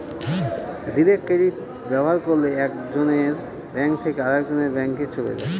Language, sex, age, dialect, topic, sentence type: Bengali, male, 36-40, Northern/Varendri, banking, statement